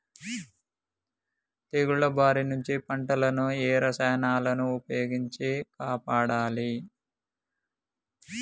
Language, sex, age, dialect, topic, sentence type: Telugu, male, 25-30, Telangana, agriculture, question